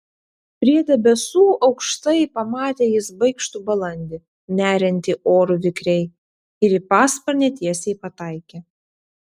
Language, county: Lithuanian, Vilnius